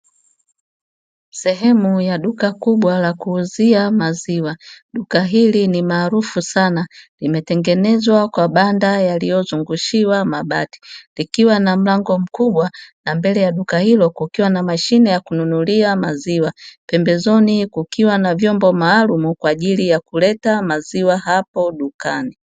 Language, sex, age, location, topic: Swahili, female, 25-35, Dar es Salaam, finance